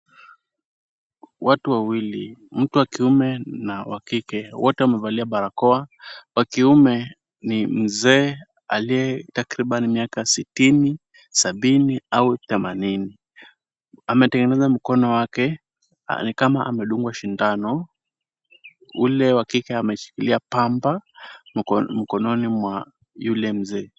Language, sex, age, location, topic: Swahili, male, 18-24, Kisumu, health